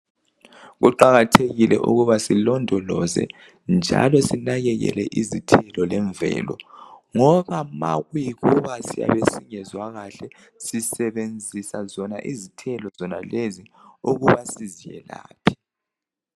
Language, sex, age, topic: North Ndebele, male, 18-24, health